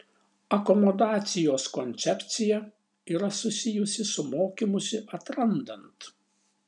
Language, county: Lithuanian, Šiauliai